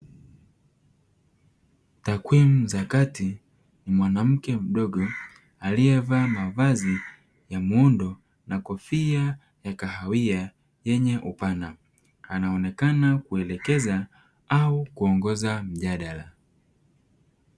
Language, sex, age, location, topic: Swahili, male, 18-24, Dar es Salaam, education